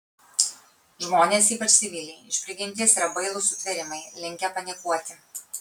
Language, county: Lithuanian, Kaunas